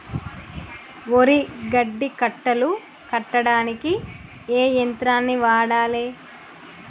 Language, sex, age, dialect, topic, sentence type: Telugu, female, 31-35, Telangana, agriculture, question